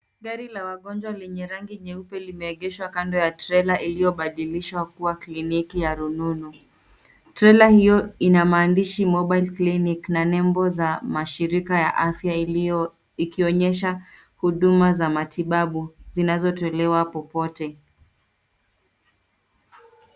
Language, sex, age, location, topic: Swahili, female, 25-35, Nairobi, health